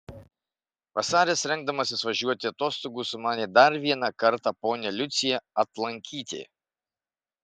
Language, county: Lithuanian, Marijampolė